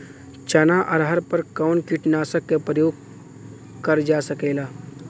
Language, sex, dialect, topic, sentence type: Bhojpuri, male, Western, agriculture, question